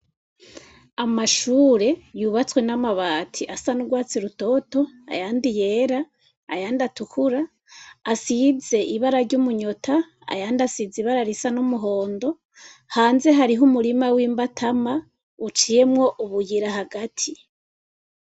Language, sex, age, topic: Rundi, female, 25-35, education